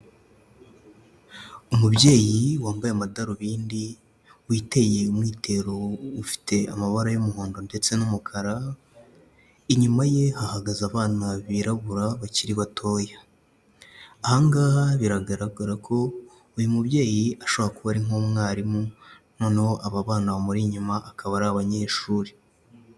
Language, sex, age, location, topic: Kinyarwanda, male, 18-24, Huye, health